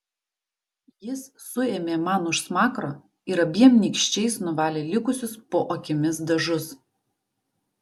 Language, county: Lithuanian, Vilnius